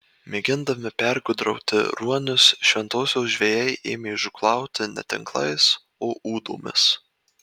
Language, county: Lithuanian, Marijampolė